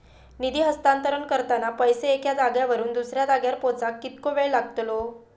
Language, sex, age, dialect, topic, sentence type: Marathi, female, 18-24, Southern Konkan, banking, question